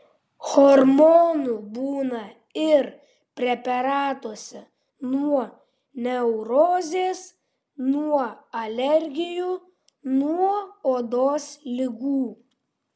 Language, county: Lithuanian, Vilnius